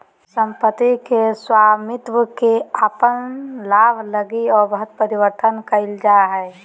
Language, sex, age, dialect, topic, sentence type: Magahi, male, 18-24, Southern, banking, statement